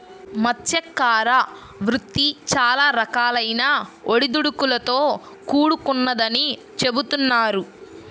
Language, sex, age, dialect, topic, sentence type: Telugu, female, 31-35, Central/Coastal, agriculture, statement